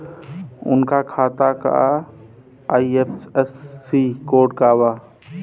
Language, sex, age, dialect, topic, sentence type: Bhojpuri, male, 18-24, Western, banking, question